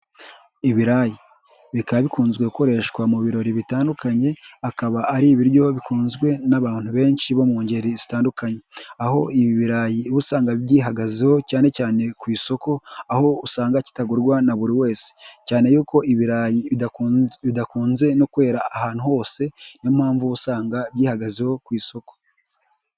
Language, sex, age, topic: Kinyarwanda, male, 18-24, agriculture